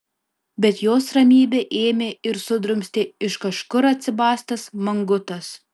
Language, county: Lithuanian, Alytus